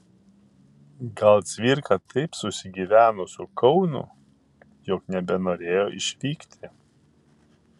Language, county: Lithuanian, Kaunas